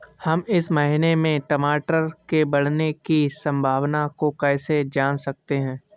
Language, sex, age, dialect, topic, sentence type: Hindi, male, 36-40, Awadhi Bundeli, agriculture, question